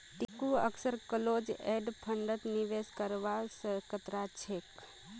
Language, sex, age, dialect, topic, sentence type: Magahi, female, 18-24, Northeastern/Surjapuri, banking, statement